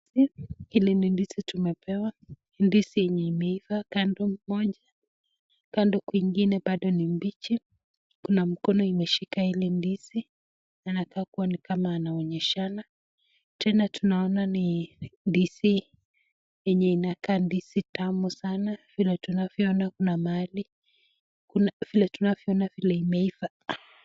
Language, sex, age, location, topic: Swahili, female, 25-35, Nakuru, agriculture